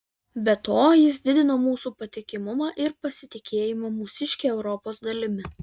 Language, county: Lithuanian, Vilnius